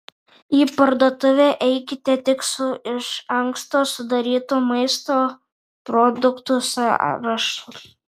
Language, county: Lithuanian, Kaunas